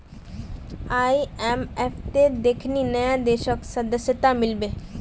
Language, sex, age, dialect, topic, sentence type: Magahi, female, 18-24, Northeastern/Surjapuri, banking, statement